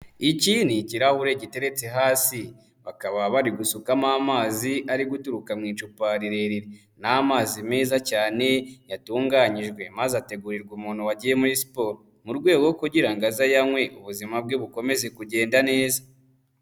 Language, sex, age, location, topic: Kinyarwanda, male, 25-35, Huye, health